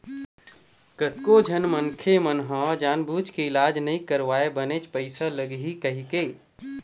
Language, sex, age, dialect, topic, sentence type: Chhattisgarhi, male, 25-30, Eastern, banking, statement